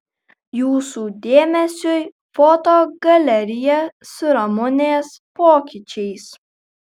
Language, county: Lithuanian, Kaunas